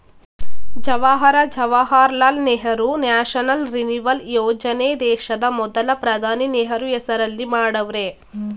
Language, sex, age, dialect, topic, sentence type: Kannada, female, 18-24, Mysore Kannada, banking, statement